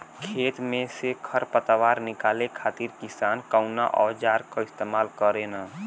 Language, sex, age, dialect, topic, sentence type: Bhojpuri, male, 18-24, Southern / Standard, agriculture, question